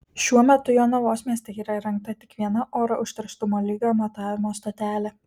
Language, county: Lithuanian, Kaunas